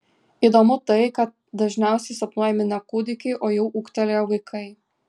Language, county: Lithuanian, Kaunas